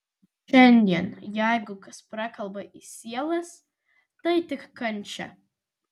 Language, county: Lithuanian, Vilnius